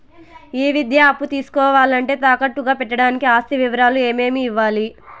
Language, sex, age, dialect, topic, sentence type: Telugu, female, 18-24, Southern, banking, question